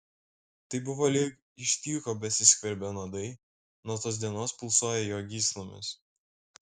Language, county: Lithuanian, Šiauliai